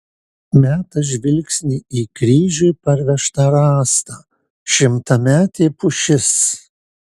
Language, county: Lithuanian, Marijampolė